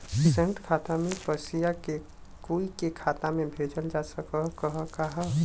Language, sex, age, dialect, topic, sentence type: Bhojpuri, male, 18-24, Western, banking, question